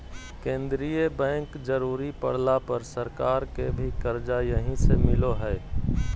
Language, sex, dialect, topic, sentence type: Magahi, male, Southern, banking, statement